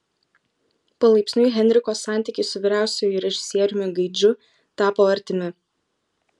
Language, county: Lithuanian, Kaunas